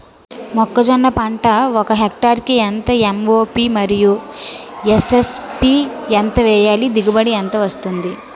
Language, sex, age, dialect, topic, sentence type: Telugu, female, 18-24, Utterandhra, agriculture, question